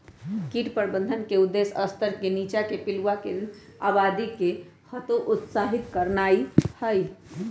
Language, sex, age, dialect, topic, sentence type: Magahi, male, 18-24, Western, agriculture, statement